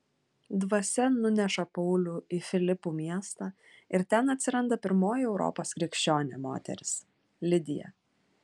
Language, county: Lithuanian, Klaipėda